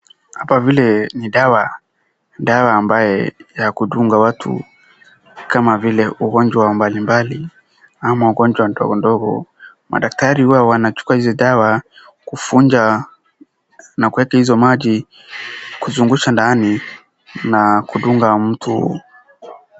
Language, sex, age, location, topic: Swahili, male, 18-24, Wajir, health